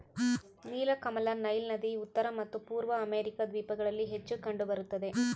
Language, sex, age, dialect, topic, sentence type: Kannada, female, 31-35, Central, agriculture, statement